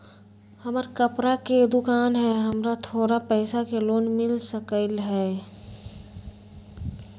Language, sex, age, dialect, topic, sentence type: Magahi, female, 18-24, Western, banking, question